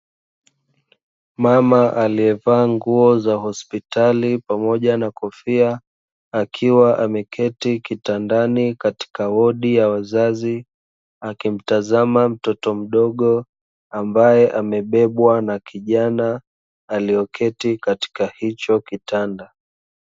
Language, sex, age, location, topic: Swahili, male, 25-35, Dar es Salaam, health